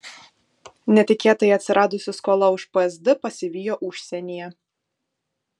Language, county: Lithuanian, Kaunas